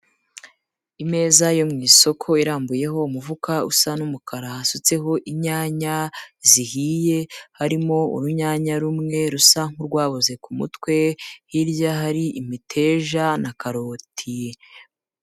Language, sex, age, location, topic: Kinyarwanda, female, 18-24, Kigali, agriculture